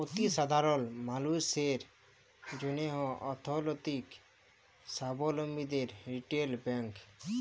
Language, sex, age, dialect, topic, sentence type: Bengali, male, 18-24, Jharkhandi, banking, statement